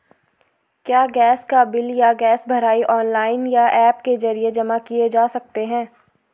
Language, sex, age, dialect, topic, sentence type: Hindi, female, 18-24, Garhwali, banking, question